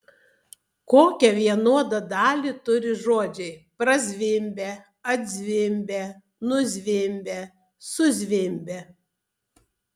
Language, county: Lithuanian, Tauragė